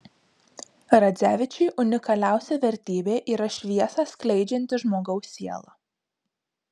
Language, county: Lithuanian, Marijampolė